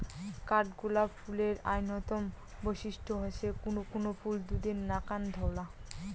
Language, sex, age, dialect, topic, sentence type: Bengali, female, 18-24, Rajbangshi, agriculture, statement